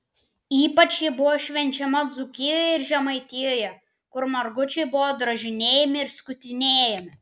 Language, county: Lithuanian, Klaipėda